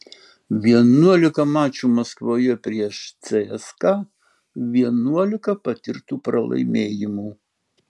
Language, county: Lithuanian, Marijampolė